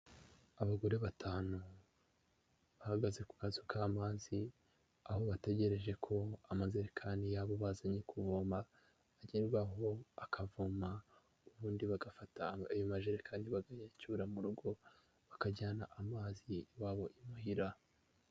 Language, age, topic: Kinyarwanda, 18-24, health